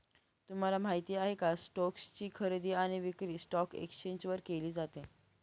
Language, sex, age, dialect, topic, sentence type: Marathi, female, 18-24, Northern Konkan, banking, statement